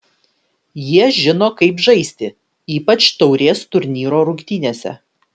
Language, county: Lithuanian, Vilnius